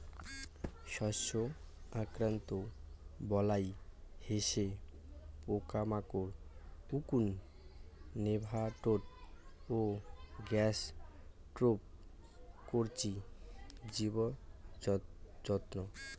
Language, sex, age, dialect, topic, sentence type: Bengali, male, 18-24, Rajbangshi, agriculture, statement